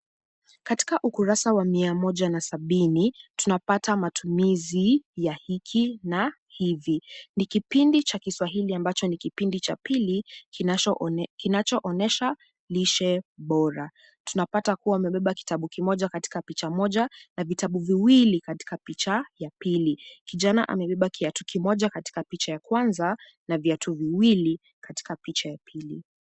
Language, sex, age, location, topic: Swahili, female, 18-24, Kisumu, education